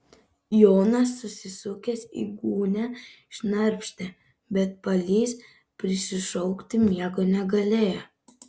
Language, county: Lithuanian, Panevėžys